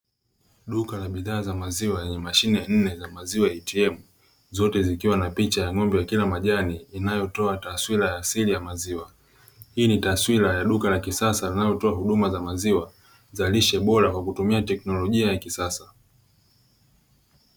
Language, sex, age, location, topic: Swahili, male, 25-35, Dar es Salaam, finance